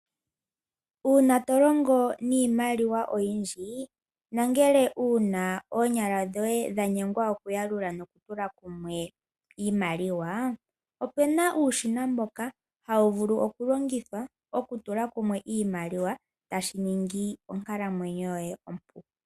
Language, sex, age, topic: Oshiwambo, female, 18-24, finance